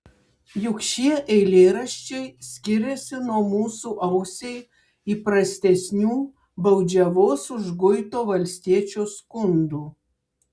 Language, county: Lithuanian, Klaipėda